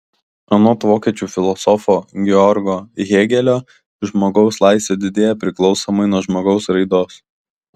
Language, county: Lithuanian, Kaunas